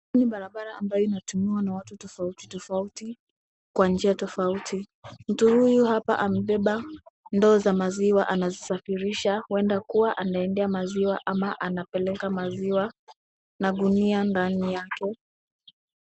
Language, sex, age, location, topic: Swahili, female, 18-24, Kisumu, agriculture